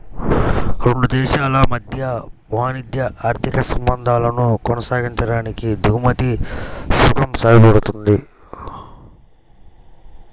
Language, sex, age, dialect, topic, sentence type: Telugu, male, 18-24, Central/Coastal, banking, statement